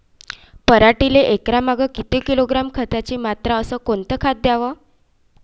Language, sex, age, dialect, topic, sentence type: Marathi, female, 25-30, Varhadi, agriculture, question